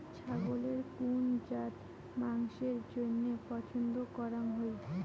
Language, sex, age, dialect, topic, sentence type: Bengali, female, 18-24, Rajbangshi, agriculture, statement